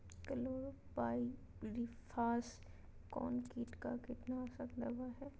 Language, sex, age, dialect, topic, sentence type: Magahi, female, 25-30, Southern, agriculture, question